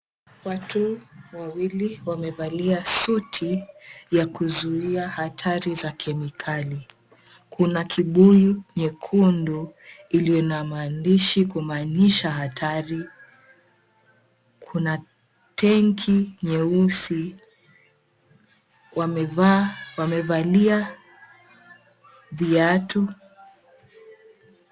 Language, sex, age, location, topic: Swahili, female, 18-24, Mombasa, health